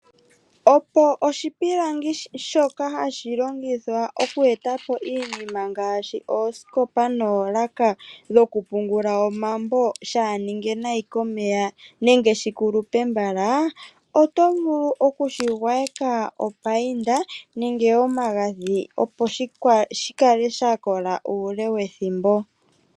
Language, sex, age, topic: Oshiwambo, female, 25-35, finance